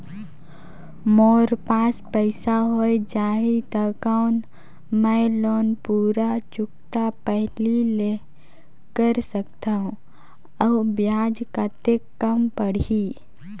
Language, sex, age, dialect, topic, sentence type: Chhattisgarhi, female, 18-24, Northern/Bhandar, banking, question